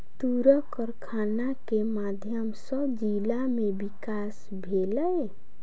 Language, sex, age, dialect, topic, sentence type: Maithili, female, 18-24, Southern/Standard, agriculture, statement